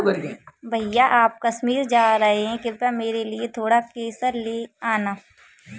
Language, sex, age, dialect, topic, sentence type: Hindi, female, 18-24, Kanauji Braj Bhasha, agriculture, statement